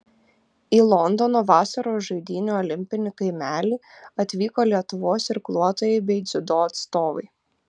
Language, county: Lithuanian, Panevėžys